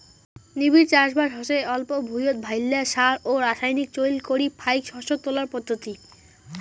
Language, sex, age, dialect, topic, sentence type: Bengali, male, 18-24, Rajbangshi, agriculture, statement